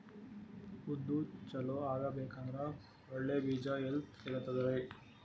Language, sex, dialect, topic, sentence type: Kannada, male, Northeastern, agriculture, question